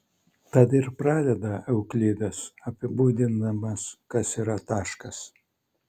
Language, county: Lithuanian, Vilnius